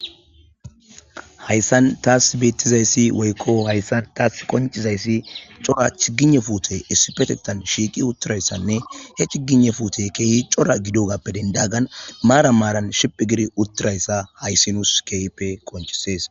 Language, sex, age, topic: Gamo, male, 25-35, agriculture